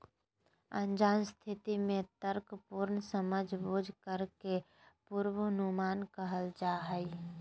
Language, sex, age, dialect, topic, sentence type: Magahi, female, 31-35, Southern, agriculture, statement